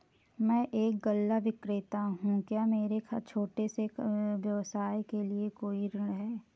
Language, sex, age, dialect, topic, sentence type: Hindi, female, 25-30, Awadhi Bundeli, banking, question